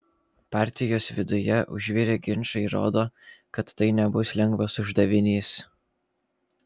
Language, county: Lithuanian, Vilnius